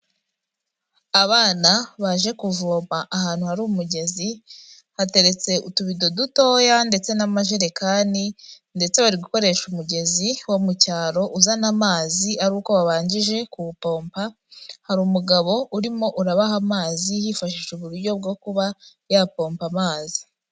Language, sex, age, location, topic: Kinyarwanda, female, 18-24, Kigali, health